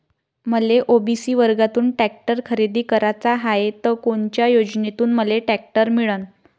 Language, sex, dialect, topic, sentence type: Marathi, female, Varhadi, agriculture, question